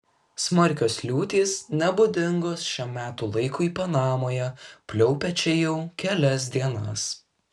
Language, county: Lithuanian, Kaunas